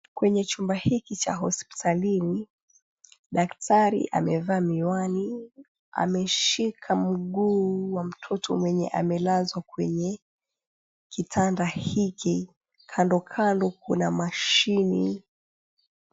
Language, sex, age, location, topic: Swahili, female, 25-35, Mombasa, health